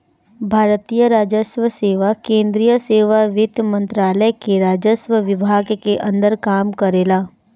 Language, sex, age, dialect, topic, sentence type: Bhojpuri, female, 18-24, Northern, banking, statement